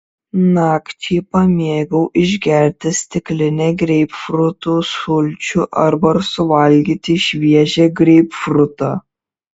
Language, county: Lithuanian, Šiauliai